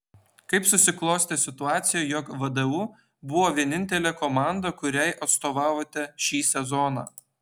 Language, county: Lithuanian, Utena